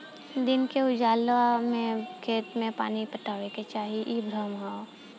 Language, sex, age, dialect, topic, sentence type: Bhojpuri, female, 18-24, Southern / Standard, agriculture, question